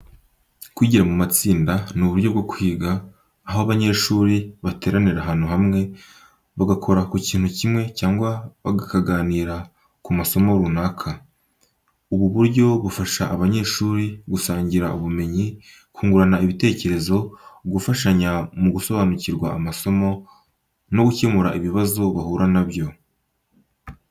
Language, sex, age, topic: Kinyarwanda, male, 18-24, education